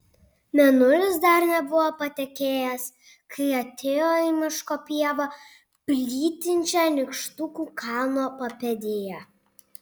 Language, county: Lithuanian, Panevėžys